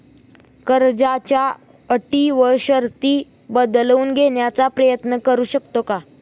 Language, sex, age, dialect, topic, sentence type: Marathi, male, 18-24, Standard Marathi, banking, question